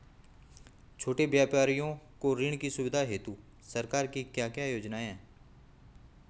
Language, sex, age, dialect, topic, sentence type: Hindi, male, 41-45, Garhwali, banking, question